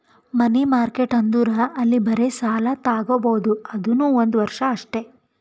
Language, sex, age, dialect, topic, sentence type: Kannada, female, 18-24, Northeastern, banking, statement